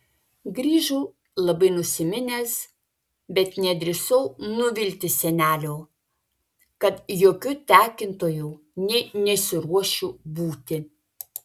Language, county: Lithuanian, Vilnius